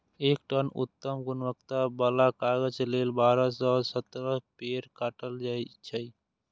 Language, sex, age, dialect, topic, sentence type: Maithili, male, 18-24, Eastern / Thethi, agriculture, statement